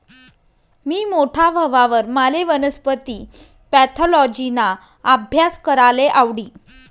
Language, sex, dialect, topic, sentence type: Marathi, female, Northern Konkan, agriculture, statement